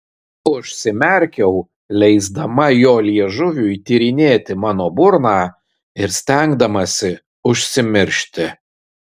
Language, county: Lithuanian, Kaunas